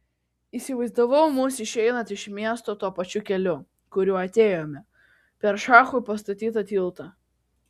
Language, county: Lithuanian, Kaunas